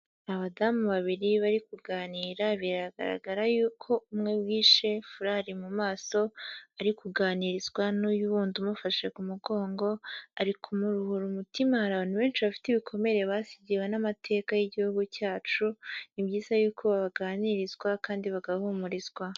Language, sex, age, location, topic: Kinyarwanda, female, 18-24, Huye, health